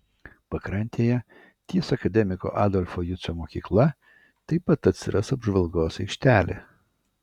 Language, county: Lithuanian, Vilnius